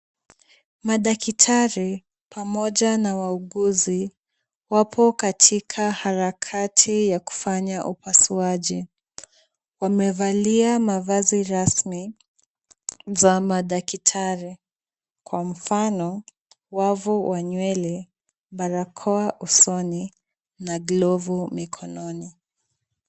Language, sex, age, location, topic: Swahili, female, 18-24, Kisumu, health